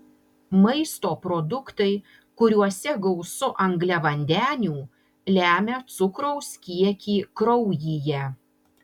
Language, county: Lithuanian, Panevėžys